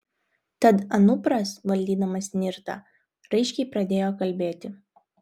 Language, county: Lithuanian, Vilnius